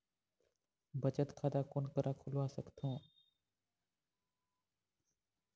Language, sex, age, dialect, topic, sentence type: Chhattisgarhi, male, 51-55, Eastern, banking, statement